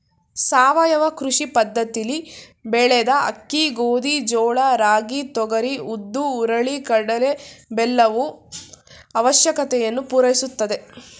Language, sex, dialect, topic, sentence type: Kannada, female, Mysore Kannada, agriculture, statement